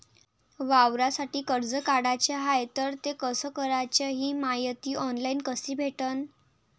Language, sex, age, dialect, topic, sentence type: Marathi, female, 18-24, Varhadi, banking, question